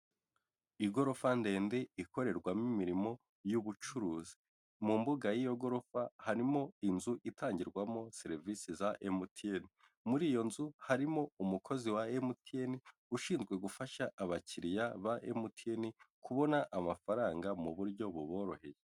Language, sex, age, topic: Kinyarwanda, male, 18-24, finance